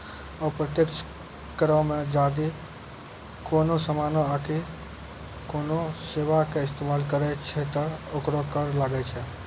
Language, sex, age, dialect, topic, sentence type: Maithili, male, 18-24, Angika, banking, statement